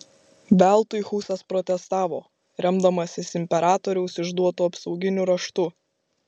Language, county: Lithuanian, Šiauliai